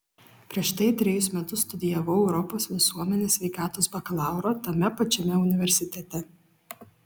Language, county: Lithuanian, Šiauliai